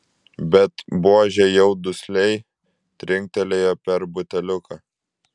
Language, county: Lithuanian, Klaipėda